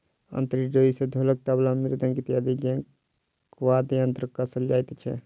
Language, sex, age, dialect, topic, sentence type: Maithili, male, 36-40, Southern/Standard, agriculture, statement